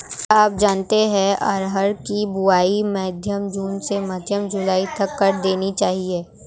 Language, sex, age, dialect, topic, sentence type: Hindi, male, 18-24, Marwari Dhudhari, agriculture, statement